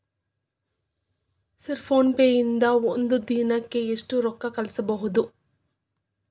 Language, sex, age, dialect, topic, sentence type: Kannada, female, 25-30, Dharwad Kannada, banking, question